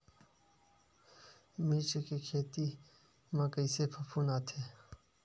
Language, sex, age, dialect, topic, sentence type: Chhattisgarhi, male, 25-30, Western/Budati/Khatahi, agriculture, question